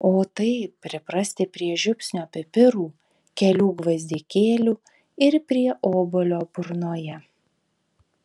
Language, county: Lithuanian, Vilnius